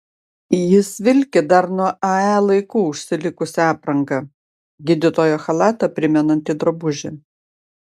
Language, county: Lithuanian, Panevėžys